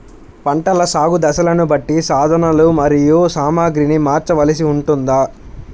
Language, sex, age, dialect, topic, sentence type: Telugu, male, 18-24, Central/Coastal, agriculture, question